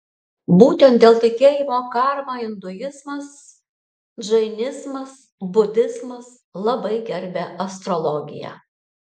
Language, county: Lithuanian, Alytus